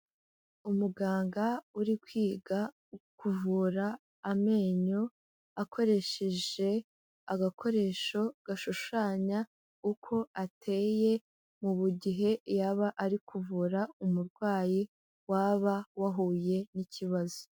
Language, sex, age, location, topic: Kinyarwanda, female, 18-24, Kigali, health